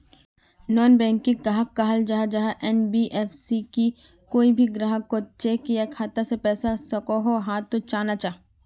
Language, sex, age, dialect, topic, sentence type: Magahi, female, 18-24, Northeastern/Surjapuri, banking, question